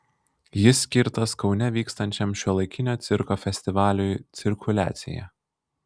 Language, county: Lithuanian, Vilnius